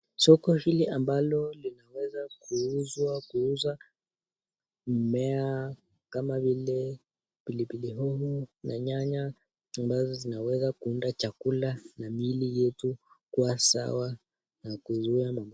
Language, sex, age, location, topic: Swahili, male, 25-35, Nakuru, finance